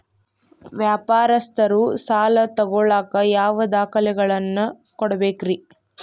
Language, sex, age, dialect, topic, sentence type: Kannada, female, 18-24, Dharwad Kannada, banking, question